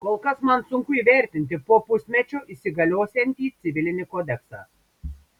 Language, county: Lithuanian, Šiauliai